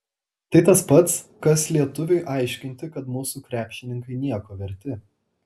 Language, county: Lithuanian, Telšiai